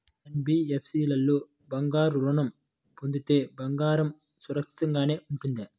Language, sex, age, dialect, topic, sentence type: Telugu, male, 25-30, Central/Coastal, banking, question